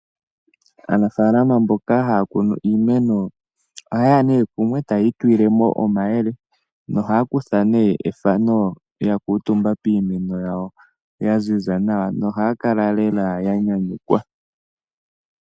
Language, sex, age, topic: Oshiwambo, female, 18-24, agriculture